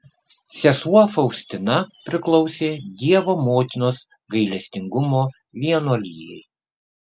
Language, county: Lithuanian, Kaunas